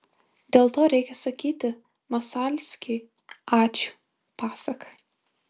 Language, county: Lithuanian, Marijampolė